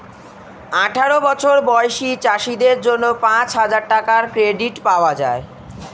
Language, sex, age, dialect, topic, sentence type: Bengali, female, 36-40, Standard Colloquial, agriculture, statement